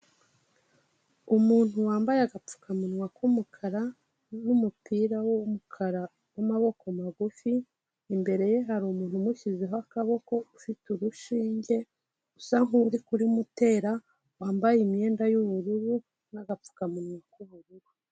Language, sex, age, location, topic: Kinyarwanda, female, 36-49, Kigali, health